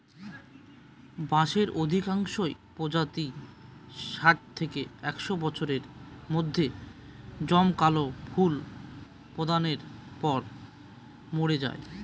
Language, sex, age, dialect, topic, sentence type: Bengali, male, 25-30, Northern/Varendri, agriculture, statement